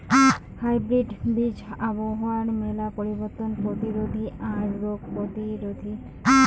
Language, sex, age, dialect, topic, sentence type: Bengali, female, 25-30, Rajbangshi, agriculture, statement